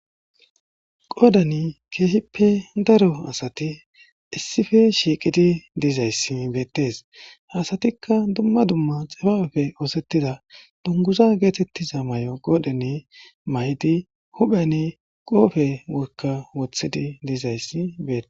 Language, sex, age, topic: Gamo, male, 18-24, government